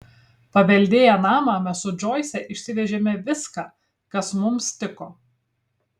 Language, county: Lithuanian, Kaunas